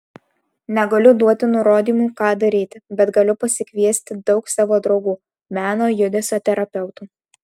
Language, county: Lithuanian, Alytus